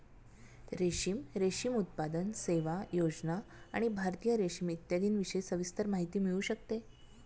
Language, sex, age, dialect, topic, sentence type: Marathi, female, 31-35, Standard Marathi, agriculture, statement